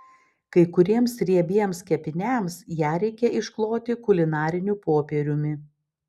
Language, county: Lithuanian, Vilnius